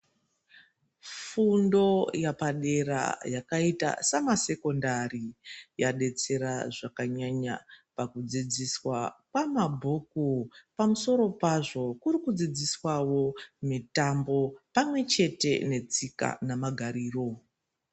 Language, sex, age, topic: Ndau, female, 25-35, education